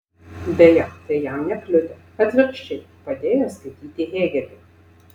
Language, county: Lithuanian, Vilnius